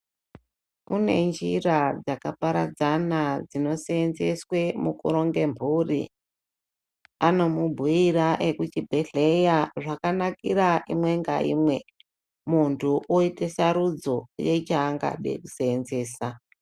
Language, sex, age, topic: Ndau, female, 36-49, health